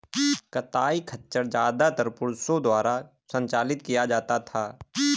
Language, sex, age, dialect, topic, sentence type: Hindi, male, 18-24, Awadhi Bundeli, agriculture, statement